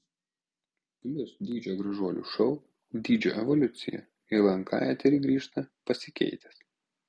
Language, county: Lithuanian, Kaunas